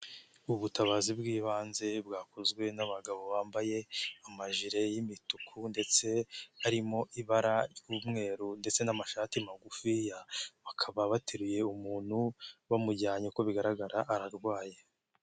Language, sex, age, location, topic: Kinyarwanda, male, 18-24, Nyagatare, health